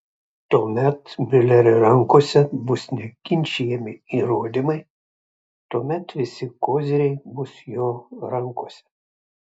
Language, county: Lithuanian, Telšiai